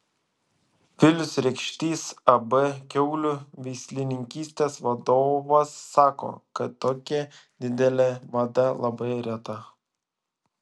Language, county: Lithuanian, Šiauliai